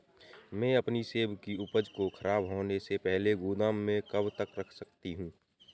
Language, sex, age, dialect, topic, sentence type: Hindi, male, 18-24, Awadhi Bundeli, agriculture, question